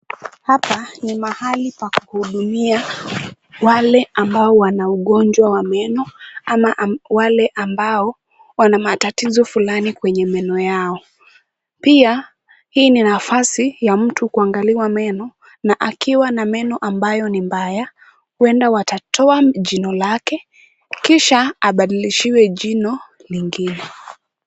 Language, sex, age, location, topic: Swahili, female, 18-24, Kisumu, health